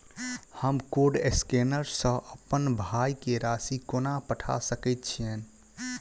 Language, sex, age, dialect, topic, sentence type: Maithili, male, 25-30, Southern/Standard, banking, question